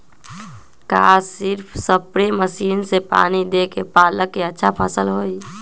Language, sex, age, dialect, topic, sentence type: Magahi, female, 18-24, Western, agriculture, question